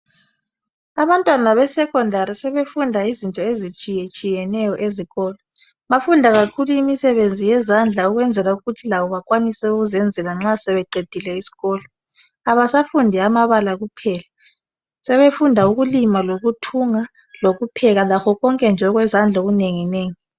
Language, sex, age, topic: North Ndebele, male, 25-35, education